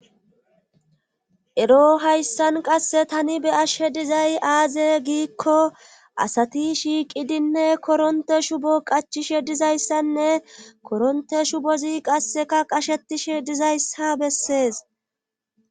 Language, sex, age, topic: Gamo, female, 36-49, government